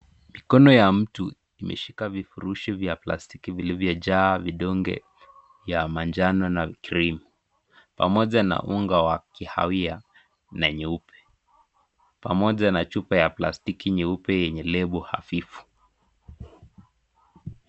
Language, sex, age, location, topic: Swahili, male, 18-24, Nakuru, health